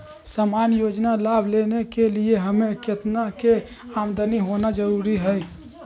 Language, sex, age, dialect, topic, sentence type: Magahi, male, 41-45, Southern, banking, question